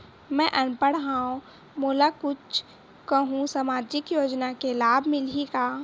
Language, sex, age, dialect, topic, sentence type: Chhattisgarhi, female, 18-24, Western/Budati/Khatahi, banking, question